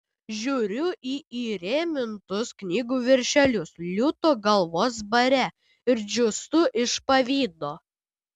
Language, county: Lithuanian, Utena